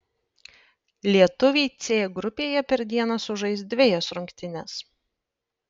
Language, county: Lithuanian, Panevėžys